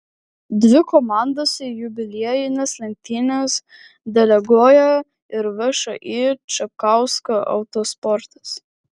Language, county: Lithuanian, Vilnius